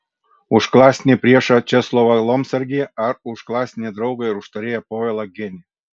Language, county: Lithuanian, Kaunas